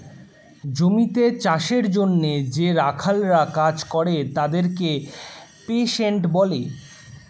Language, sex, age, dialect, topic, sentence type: Bengali, male, 18-24, Standard Colloquial, agriculture, statement